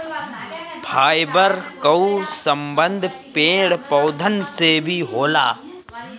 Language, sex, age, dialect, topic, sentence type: Bhojpuri, male, 18-24, Northern, agriculture, statement